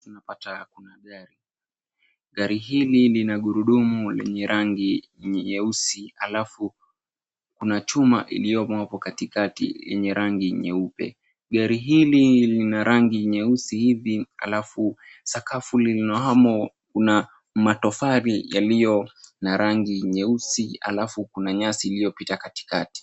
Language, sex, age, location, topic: Swahili, male, 50+, Kisumu, finance